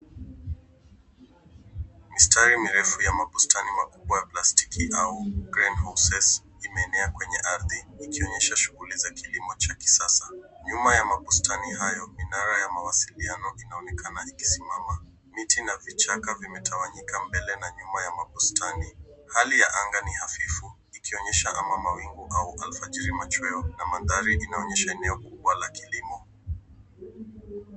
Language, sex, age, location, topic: Swahili, male, 18-24, Nairobi, agriculture